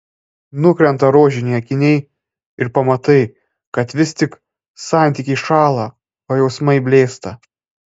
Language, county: Lithuanian, Panevėžys